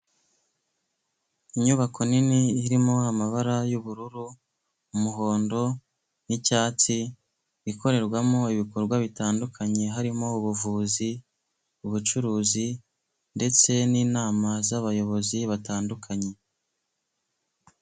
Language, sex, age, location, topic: Kinyarwanda, female, 18-24, Kigali, health